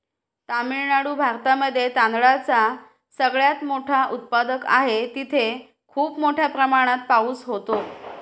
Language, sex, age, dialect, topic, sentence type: Marathi, female, 31-35, Northern Konkan, agriculture, statement